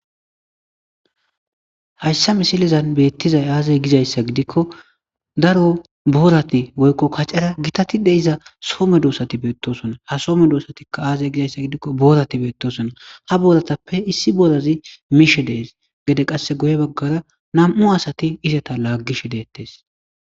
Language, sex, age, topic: Gamo, male, 25-35, agriculture